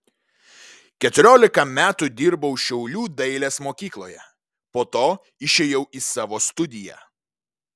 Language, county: Lithuanian, Vilnius